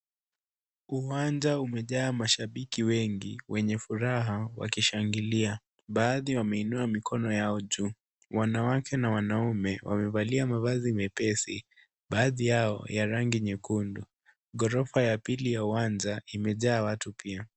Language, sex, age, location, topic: Swahili, male, 18-24, Kisii, government